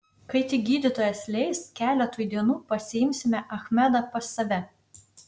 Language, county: Lithuanian, Utena